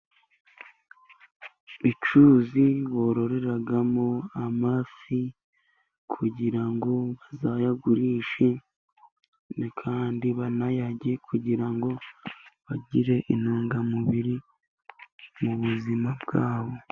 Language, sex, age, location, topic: Kinyarwanda, male, 18-24, Musanze, agriculture